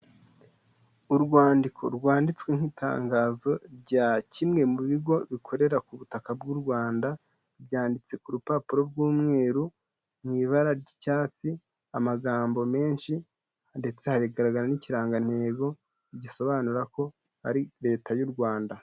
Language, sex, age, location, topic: Kinyarwanda, male, 18-24, Kigali, health